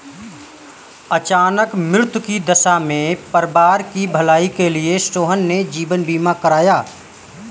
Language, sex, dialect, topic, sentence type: Hindi, male, Kanauji Braj Bhasha, banking, statement